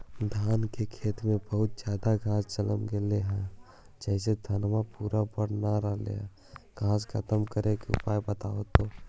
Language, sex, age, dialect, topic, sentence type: Magahi, male, 51-55, Central/Standard, agriculture, question